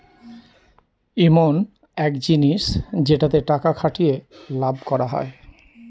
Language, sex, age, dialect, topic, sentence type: Bengali, male, 41-45, Northern/Varendri, banking, statement